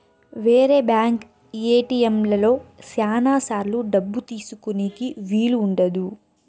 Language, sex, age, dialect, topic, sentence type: Telugu, female, 56-60, Southern, banking, statement